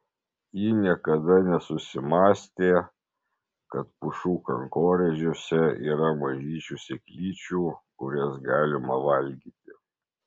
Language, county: Lithuanian, Marijampolė